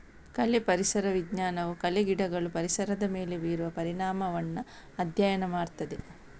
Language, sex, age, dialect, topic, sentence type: Kannada, female, 60-100, Coastal/Dakshin, agriculture, statement